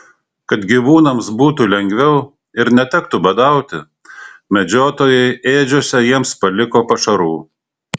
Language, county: Lithuanian, Šiauliai